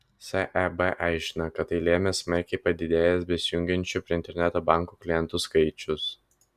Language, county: Lithuanian, Vilnius